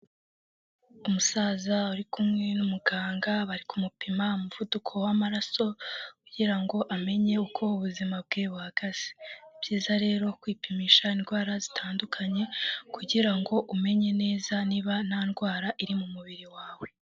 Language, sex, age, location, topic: Kinyarwanda, female, 18-24, Huye, health